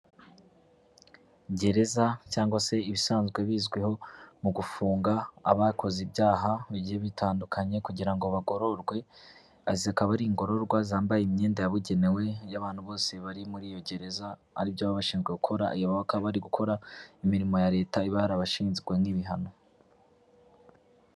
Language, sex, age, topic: Kinyarwanda, male, 25-35, government